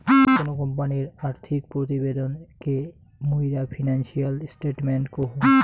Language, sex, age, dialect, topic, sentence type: Bengali, male, 25-30, Rajbangshi, banking, statement